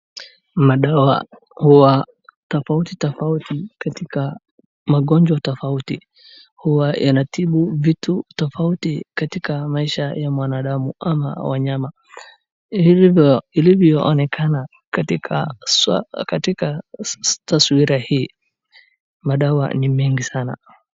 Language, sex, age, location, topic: Swahili, male, 18-24, Wajir, health